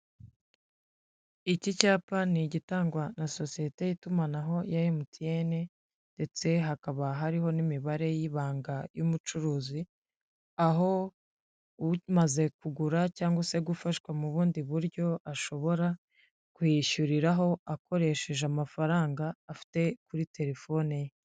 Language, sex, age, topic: Kinyarwanda, female, 50+, finance